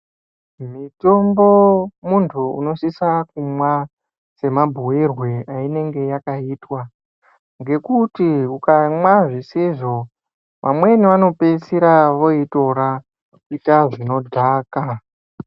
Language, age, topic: Ndau, 18-24, health